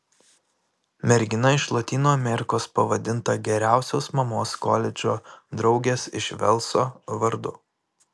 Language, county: Lithuanian, Panevėžys